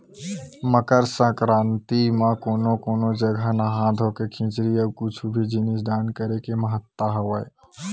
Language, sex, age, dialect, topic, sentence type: Chhattisgarhi, male, 18-24, Western/Budati/Khatahi, agriculture, statement